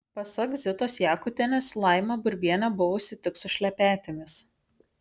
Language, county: Lithuanian, Šiauliai